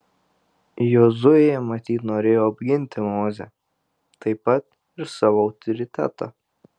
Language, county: Lithuanian, Telšiai